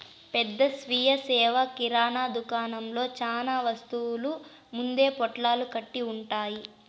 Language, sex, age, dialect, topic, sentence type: Telugu, female, 18-24, Southern, agriculture, statement